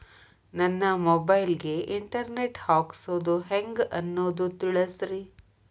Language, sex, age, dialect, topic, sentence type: Kannada, female, 25-30, Dharwad Kannada, banking, question